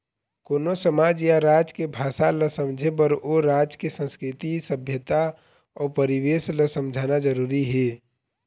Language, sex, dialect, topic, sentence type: Chhattisgarhi, male, Eastern, agriculture, statement